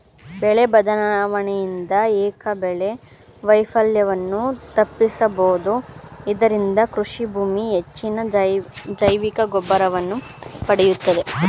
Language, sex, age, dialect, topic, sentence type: Kannada, female, 18-24, Mysore Kannada, agriculture, statement